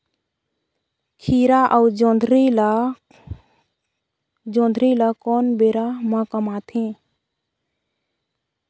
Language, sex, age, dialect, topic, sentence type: Chhattisgarhi, female, 18-24, Northern/Bhandar, agriculture, question